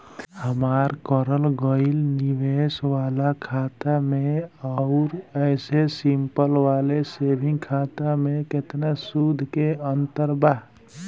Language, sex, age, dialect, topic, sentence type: Bhojpuri, male, 18-24, Southern / Standard, banking, question